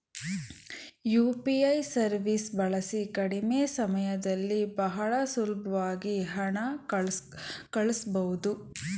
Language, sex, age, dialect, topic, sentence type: Kannada, female, 31-35, Mysore Kannada, banking, statement